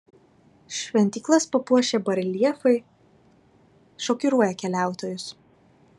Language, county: Lithuanian, Marijampolė